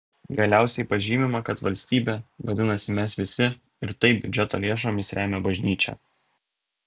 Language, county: Lithuanian, Vilnius